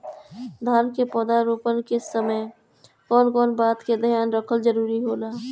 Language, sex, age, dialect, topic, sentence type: Bhojpuri, female, 18-24, Northern, agriculture, question